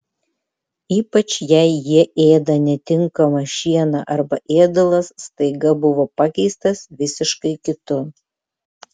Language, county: Lithuanian, Vilnius